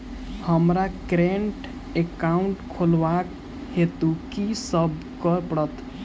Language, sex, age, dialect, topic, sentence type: Maithili, male, 18-24, Southern/Standard, banking, question